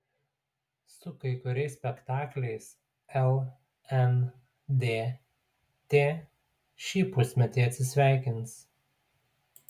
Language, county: Lithuanian, Utena